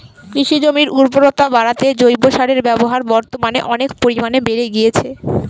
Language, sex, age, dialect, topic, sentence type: Bengali, female, 18-24, Northern/Varendri, agriculture, statement